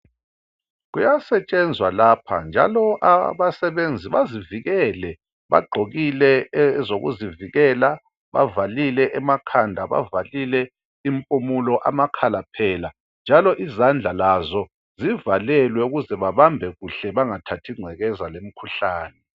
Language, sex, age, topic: North Ndebele, male, 50+, health